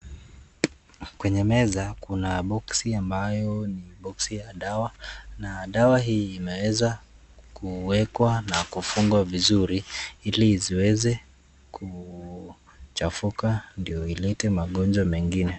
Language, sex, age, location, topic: Swahili, male, 36-49, Nakuru, health